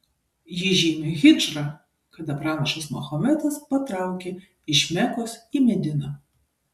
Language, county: Lithuanian, Kaunas